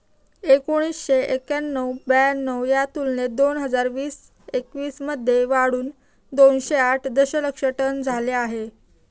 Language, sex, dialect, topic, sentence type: Marathi, female, Standard Marathi, agriculture, statement